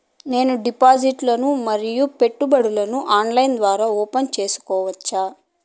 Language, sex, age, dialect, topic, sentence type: Telugu, female, 18-24, Southern, banking, question